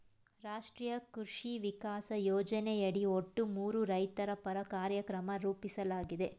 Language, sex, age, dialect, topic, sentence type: Kannada, female, 25-30, Mysore Kannada, agriculture, statement